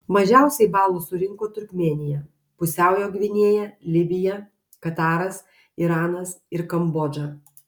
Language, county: Lithuanian, Kaunas